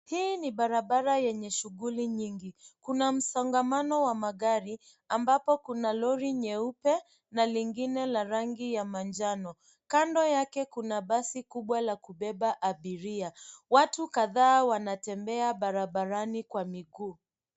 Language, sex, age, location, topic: Swahili, female, 25-35, Nairobi, government